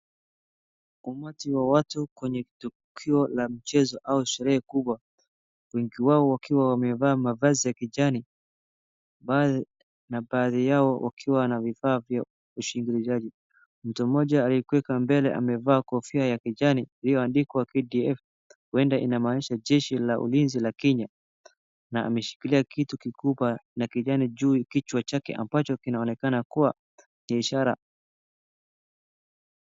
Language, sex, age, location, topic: Swahili, male, 18-24, Wajir, government